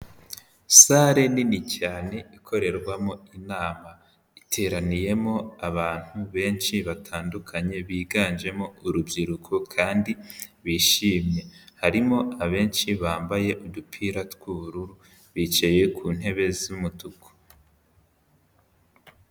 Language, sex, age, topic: Kinyarwanda, male, 18-24, government